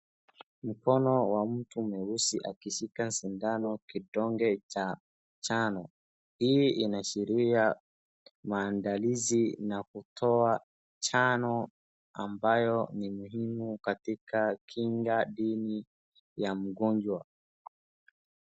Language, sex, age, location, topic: Swahili, male, 36-49, Wajir, health